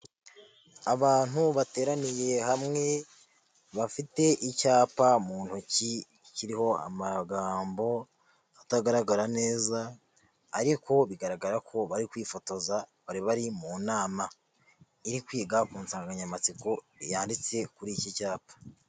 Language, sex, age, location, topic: Kinyarwanda, female, 18-24, Huye, health